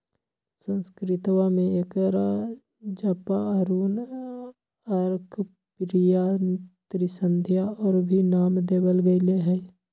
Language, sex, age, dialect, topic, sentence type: Magahi, male, 25-30, Western, agriculture, statement